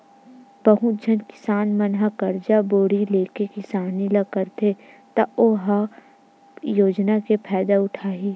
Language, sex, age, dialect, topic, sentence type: Chhattisgarhi, female, 60-100, Western/Budati/Khatahi, agriculture, statement